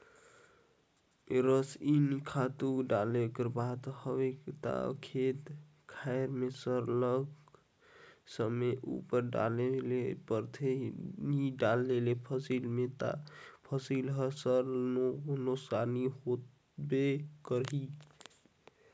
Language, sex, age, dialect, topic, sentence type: Chhattisgarhi, male, 18-24, Northern/Bhandar, agriculture, statement